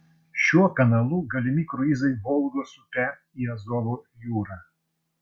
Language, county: Lithuanian, Vilnius